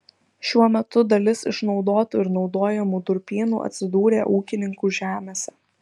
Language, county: Lithuanian, Kaunas